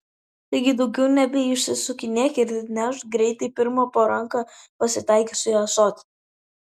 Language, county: Lithuanian, Vilnius